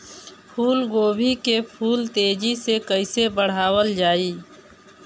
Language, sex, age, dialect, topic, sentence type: Bhojpuri, female, 36-40, Northern, agriculture, question